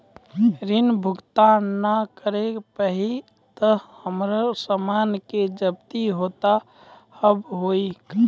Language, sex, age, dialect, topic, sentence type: Maithili, male, 25-30, Angika, banking, question